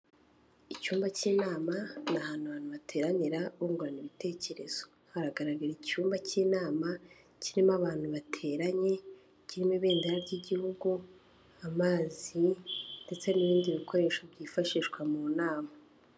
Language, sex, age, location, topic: Kinyarwanda, female, 25-35, Kigali, health